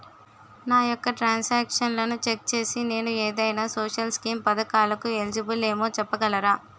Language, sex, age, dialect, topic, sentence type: Telugu, female, 18-24, Utterandhra, banking, question